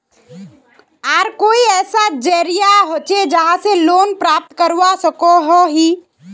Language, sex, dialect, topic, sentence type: Magahi, female, Northeastern/Surjapuri, banking, question